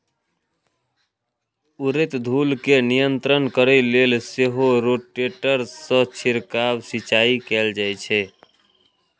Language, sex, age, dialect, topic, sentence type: Maithili, male, 31-35, Eastern / Thethi, agriculture, statement